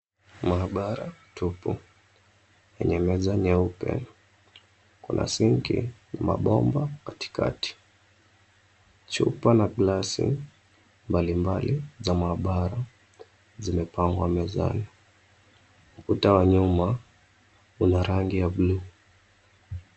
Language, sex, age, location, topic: Swahili, male, 25-35, Nairobi, education